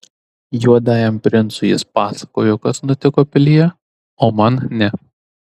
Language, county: Lithuanian, Tauragė